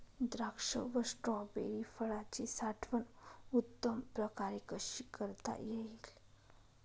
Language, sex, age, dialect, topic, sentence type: Marathi, female, 25-30, Northern Konkan, agriculture, question